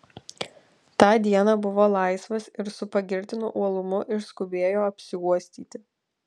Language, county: Lithuanian, Alytus